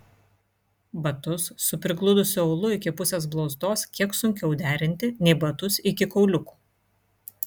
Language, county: Lithuanian, Vilnius